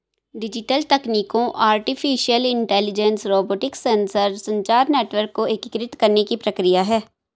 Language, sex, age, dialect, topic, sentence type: Hindi, female, 18-24, Hindustani Malvi Khadi Boli, agriculture, statement